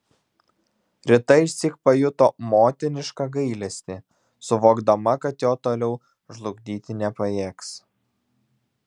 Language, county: Lithuanian, Vilnius